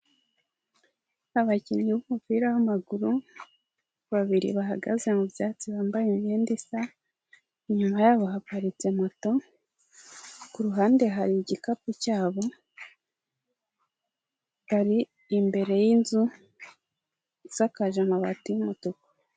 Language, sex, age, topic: Kinyarwanda, female, 18-24, government